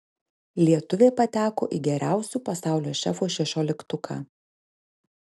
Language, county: Lithuanian, Panevėžys